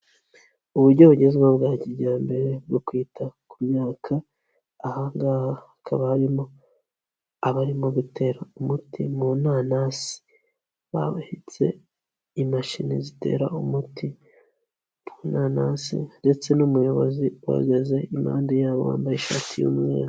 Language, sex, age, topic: Kinyarwanda, male, 25-35, agriculture